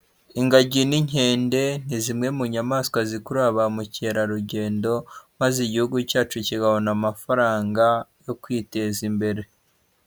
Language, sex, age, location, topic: Kinyarwanda, male, 18-24, Huye, agriculture